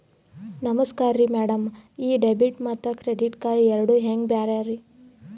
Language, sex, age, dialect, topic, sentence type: Kannada, female, 18-24, Northeastern, banking, question